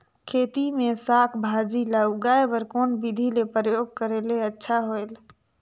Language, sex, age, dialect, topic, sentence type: Chhattisgarhi, female, 46-50, Northern/Bhandar, agriculture, question